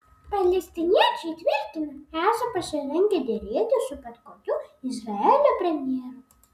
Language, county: Lithuanian, Vilnius